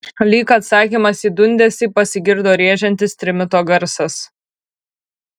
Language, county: Lithuanian, Kaunas